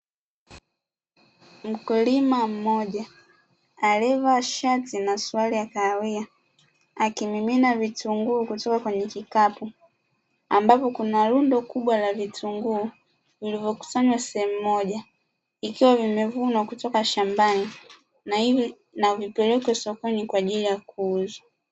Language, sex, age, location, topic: Swahili, female, 25-35, Dar es Salaam, agriculture